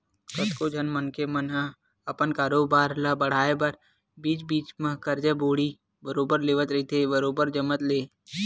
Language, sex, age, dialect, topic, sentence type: Chhattisgarhi, male, 60-100, Western/Budati/Khatahi, banking, statement